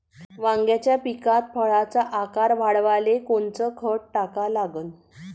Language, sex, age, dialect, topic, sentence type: Marathi, female, 41-45, Varhadi, agriculture, question